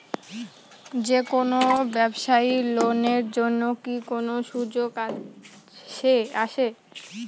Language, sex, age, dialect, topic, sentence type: Bengali, female, <18, Rajbangshi, banking, question